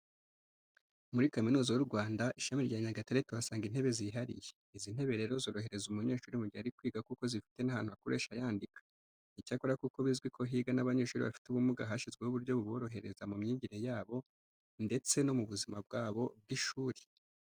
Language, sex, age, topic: Kinyarwanda, male, 25-35, education